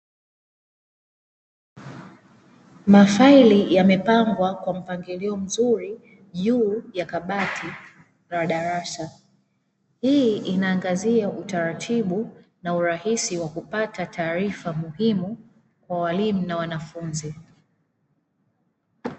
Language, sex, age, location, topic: Swahili, female, 25-35, Dar es Salaam, education